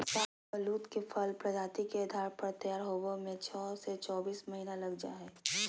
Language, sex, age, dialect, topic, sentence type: Magahi, female, 31-35, Southern, agriculture, statement